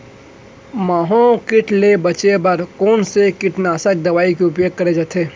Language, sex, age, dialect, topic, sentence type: Chhattisgarhi, male, 25-30, Central, agriculture, question